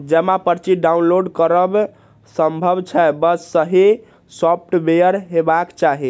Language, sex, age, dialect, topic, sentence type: Maithili, male, 31-35, Eastern / Thethi, banking, statement